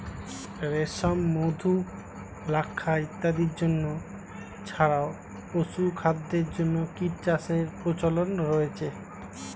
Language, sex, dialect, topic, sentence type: Bengali, male, Standard Colloquial, agriculture, statement